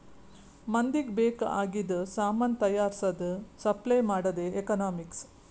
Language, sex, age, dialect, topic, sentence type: Kannada, female, 41-45, Northeastern, banking, statement